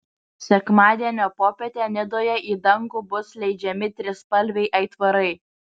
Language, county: Lithuanian, Vilnius